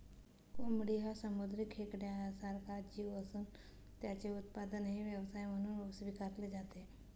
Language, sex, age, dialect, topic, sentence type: Marathi, female, 31-35, Standard Marathi, agriculture, statement